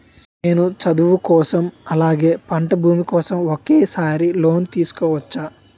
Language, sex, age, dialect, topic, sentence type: Telugu, male, 18-24, Utterandhra, banking, question